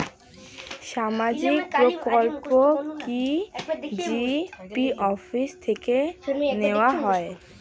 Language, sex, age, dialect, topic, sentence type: Bengali, female, 18-24, Rajbangshi, banking, question